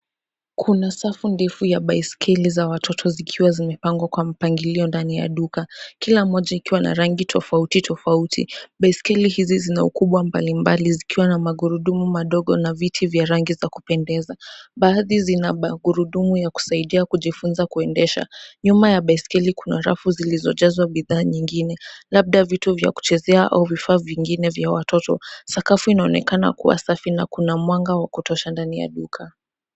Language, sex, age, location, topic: Swahili, female, 18-24, Nairobi, finance